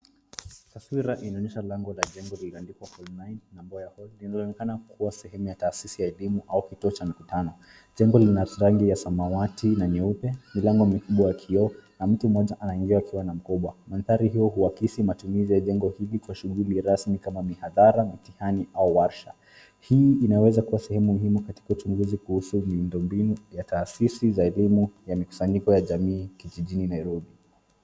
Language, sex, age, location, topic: Swahili, male, 18-24, Nairobi, education